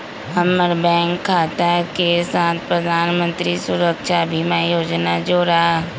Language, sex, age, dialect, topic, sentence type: Magahi, female, 25-30, Western, banking, statement